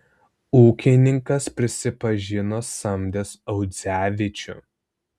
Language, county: Lithuanian, Vilnius